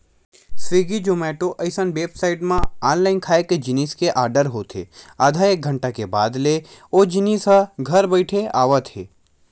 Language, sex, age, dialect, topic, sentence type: Chhattisgarhi, male, 18-24, Western/Budati/Khatahi, agriculture, statement